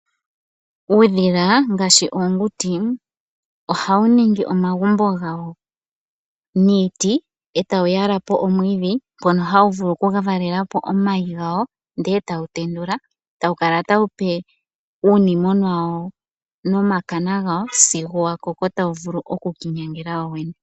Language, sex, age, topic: Oshiwambo, female, 18-24, agriculture